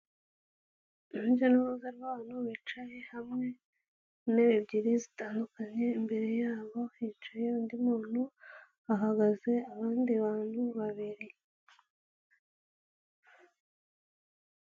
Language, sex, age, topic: Kinyarwanda, female, 18-24, health